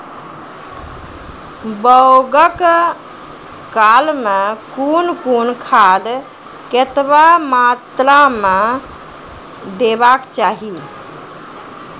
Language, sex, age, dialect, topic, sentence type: Maithili, female, 41-45, Angika, agriculture, question